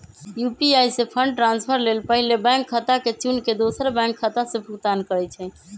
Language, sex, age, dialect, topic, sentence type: Magahi, male, 25-30, Western, banking, statement